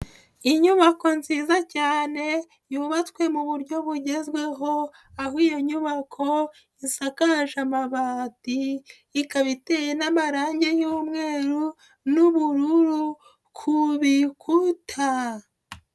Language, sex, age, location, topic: Kinyarwanda, female, 25-35, Nyagatare, education